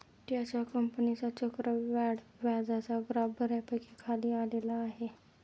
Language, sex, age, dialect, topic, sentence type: Marathi, female, 18-24, Standard Marathi, banking, statement